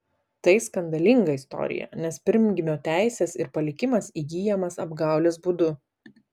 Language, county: Lithuanian, Vilnius